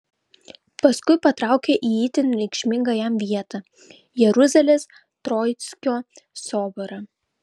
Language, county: Lithuanian, Vilnius